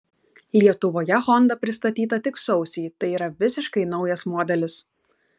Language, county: Lithuanian, Kaunas